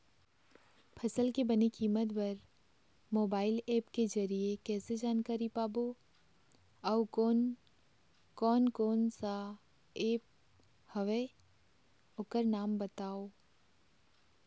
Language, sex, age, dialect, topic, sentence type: Chhattisgarhi, female, 25-30, Eastern, agriculture, question